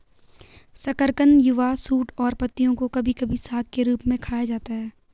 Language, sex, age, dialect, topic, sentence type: Hindi, female, 41-45, Garhwali, agriculture, statement